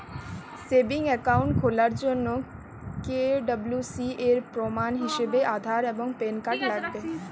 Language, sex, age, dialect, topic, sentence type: Bengali, female, 18-24, Jharkhandi, banking, statement